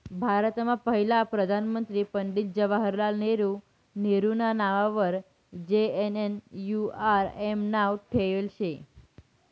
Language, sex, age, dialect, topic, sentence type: Marathi, female, 18-24, Northern Konkan, banking, statement